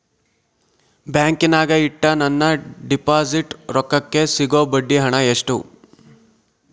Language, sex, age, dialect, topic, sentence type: Kannada, male, 56-60, Central, banking, question